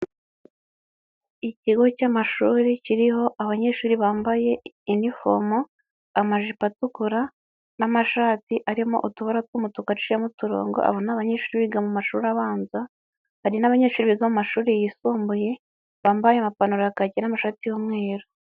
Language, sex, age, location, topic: Kinyarwanda, male, 18-24, Huye, education